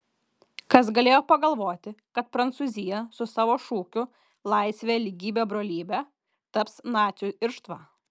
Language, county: Lithuanian, Kaunas